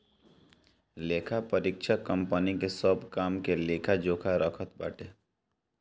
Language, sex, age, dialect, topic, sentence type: Bhojpuri, male, 18-24, Northern, banking, statement